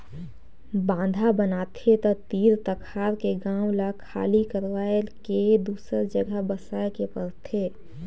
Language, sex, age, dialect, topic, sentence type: Chhattisgarhi, female, 18-24, Northern/Bhandar, agriculture, statement